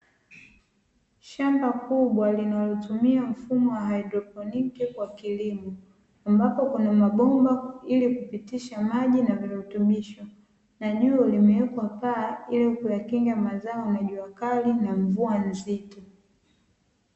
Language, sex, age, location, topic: Swahili, female, 18-24, Dar es Salaam, agriculture